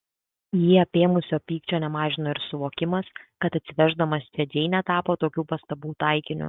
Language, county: Lithuanian, Kaunas